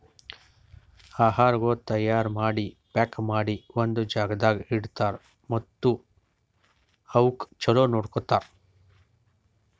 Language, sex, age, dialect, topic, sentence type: Kannada, male, 60-100, Northeastern, agriculture, statement